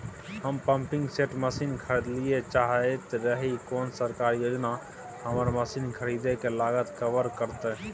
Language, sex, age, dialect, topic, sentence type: Maithili, male, 18-24, Bajjika, agriculture, question